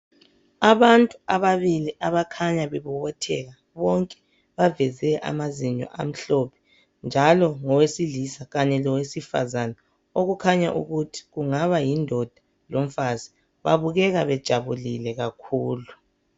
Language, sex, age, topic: North Ndebele, male, 36-49, health